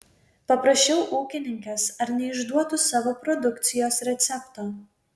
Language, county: Lithuanian, Vilnius